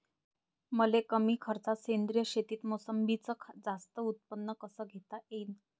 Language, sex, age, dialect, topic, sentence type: Marathi, female, 25-30, Varhadi, agriculture, question